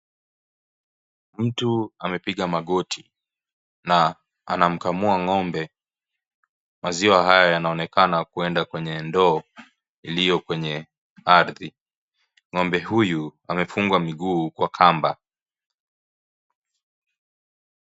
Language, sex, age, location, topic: Swahili, male, 25-35, Kisii, agriculture